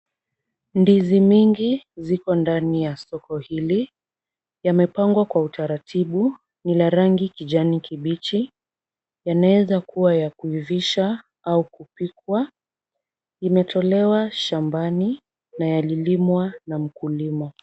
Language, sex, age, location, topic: Swahili, female, 18-24, Kisumu, agriculture